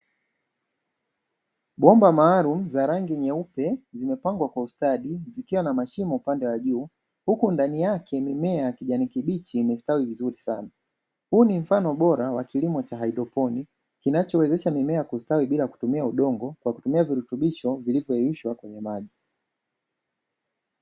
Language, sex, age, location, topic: Swahili, male, 25-35, Dar es Salaam, agriculture